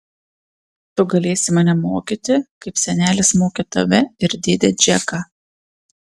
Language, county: Lithuanian, Panevėžys